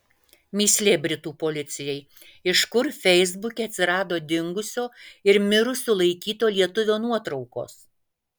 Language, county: Lithuanian, Vilnius